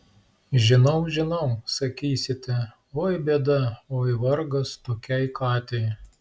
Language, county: Lithuanian, Klaipėda